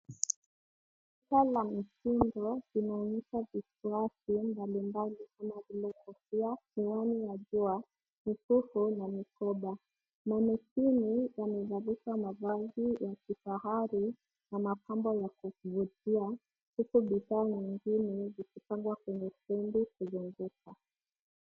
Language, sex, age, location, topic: Swahili, female, 25-35, Nairobi, finance